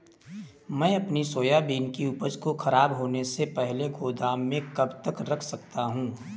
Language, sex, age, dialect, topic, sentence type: Hindi, male, 18-24, Awadhi Bundeli, agriculture, question